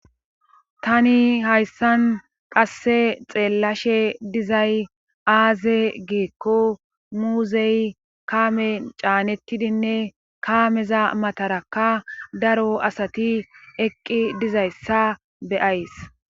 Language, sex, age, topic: Gamo, female, 25-35, government